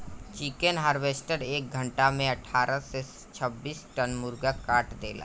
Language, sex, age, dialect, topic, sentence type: Bhojpuri, male, 18-24, Southern / Standard, agriculture, statement